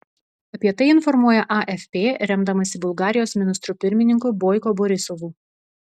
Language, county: Lithuanian, Vilnius